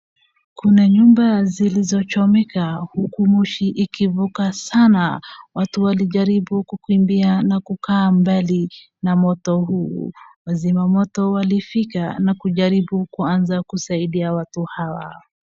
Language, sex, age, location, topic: Swahili, female, 25-35, Wajir, health